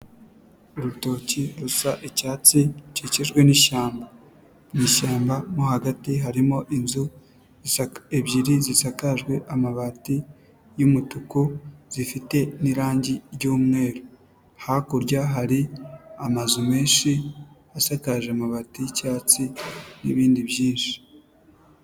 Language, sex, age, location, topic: Kinyarwanda, male, 18-24, Nyagatare, agriculture